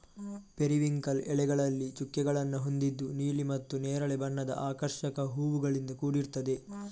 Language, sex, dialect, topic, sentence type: Kannada, male, Coastal/Dakshin, agriculture, statement